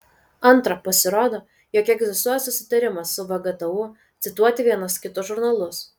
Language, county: Lithuanian, Vilnius